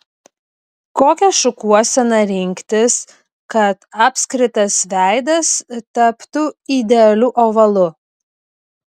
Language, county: Lithuanian, Vilnius